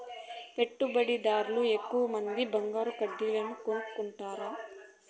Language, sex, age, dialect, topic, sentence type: Telugu, female, 25-30, Southern, banking, statement